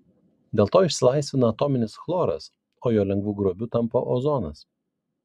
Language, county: Lithuanian, Vilnius